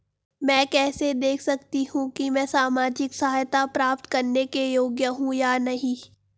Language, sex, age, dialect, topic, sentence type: Hindi, female, 18-24, Hindustani Malvi Khadi Boli, banking, question